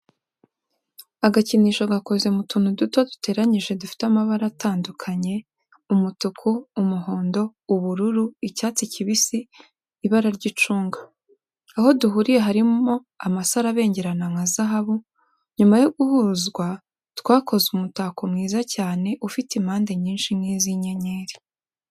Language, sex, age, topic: Kinyarwanda, female, 18-24, education